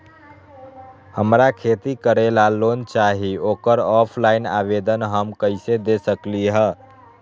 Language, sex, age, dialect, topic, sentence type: Magahi, male, 18-24, Western, banking, question